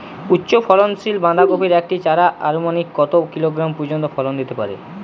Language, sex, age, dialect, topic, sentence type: Bengali, male, 18-24, Jharkhandi, agriculture, question